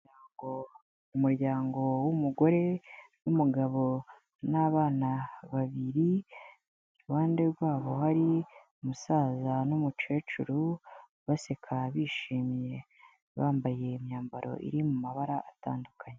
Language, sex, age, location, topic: Kinyarwanda, female, 18-24, Kigali, health